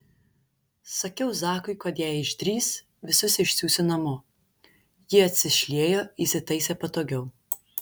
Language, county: Lithuanian, Šiauliai